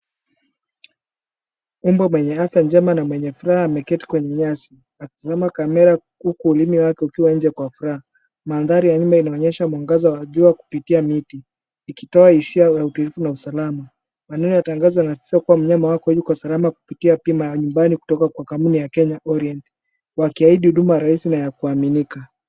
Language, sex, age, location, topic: Swahili, male, 25-35, Kisumu, finance